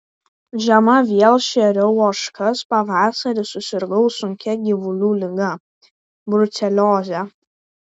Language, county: Lithuanian, Vilnius